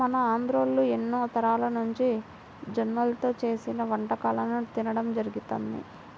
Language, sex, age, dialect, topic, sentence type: Telugu, female, 18-24, Central/Coastal, agriculture, statement